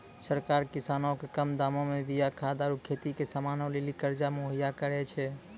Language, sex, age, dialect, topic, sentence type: Maithili, male, 18-24, Angika, agriculture, statement